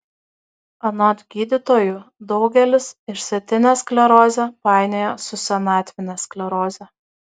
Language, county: Lithuanian, Kaunas